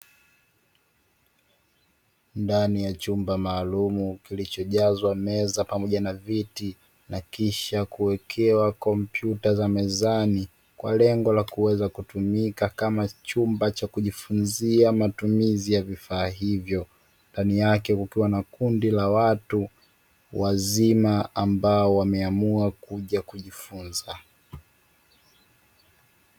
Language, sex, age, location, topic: Swahili, male, 25-35, Dar es Salaam, education